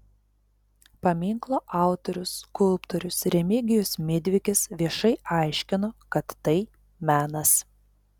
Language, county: Lithuanian, Telšiai